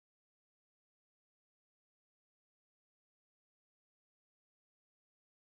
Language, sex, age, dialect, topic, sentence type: Hindi, female, 18-24, Marwari Dhudhari, agriculture, question